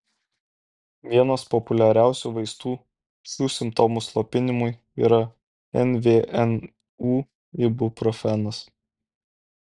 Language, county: Lithuanian, Kaunas